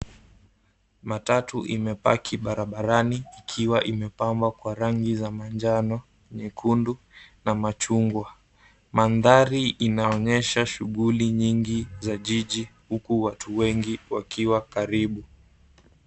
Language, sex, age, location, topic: Swahili, male, 18-24, Nairobi, government